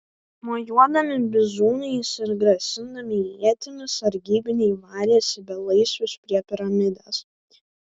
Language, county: Lithuanian, Vilnius